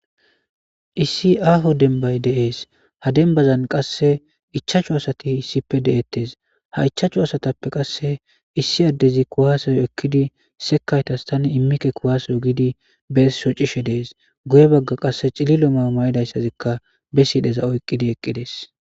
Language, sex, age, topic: Gamo, male, 25-35, government